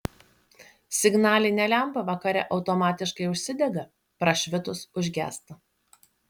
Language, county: Lithuanian, Šiauliai